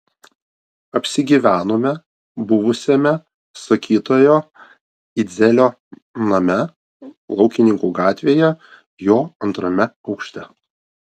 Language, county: Lithuanian, Vilnius